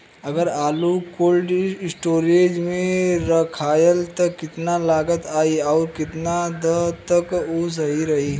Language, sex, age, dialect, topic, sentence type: Bhojpuri, male, 25-30, Western, agriculture, question